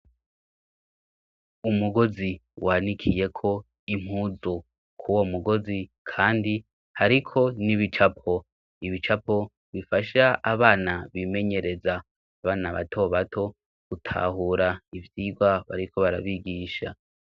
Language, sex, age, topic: Rundi, male, 25-35, education